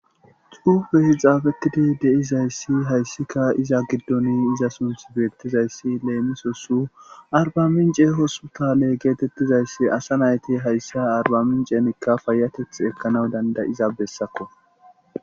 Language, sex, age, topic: Gamo, male, 18-24, government